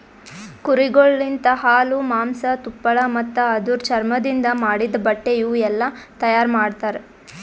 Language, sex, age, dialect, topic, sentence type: Kannada, female, 18-24, Northeastern, agriculture, statement